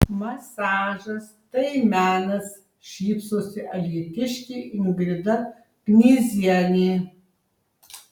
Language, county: Lithuanian, Tauragė